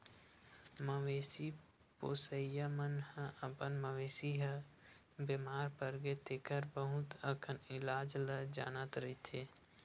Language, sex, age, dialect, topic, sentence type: Chhattisgarhi, male, 18-24, Western/Budati/Khatahi, agriculture, statement